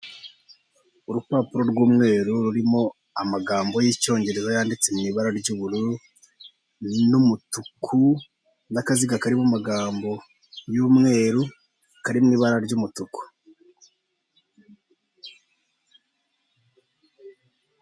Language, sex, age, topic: Kinyarwanda, male, 18-24, finance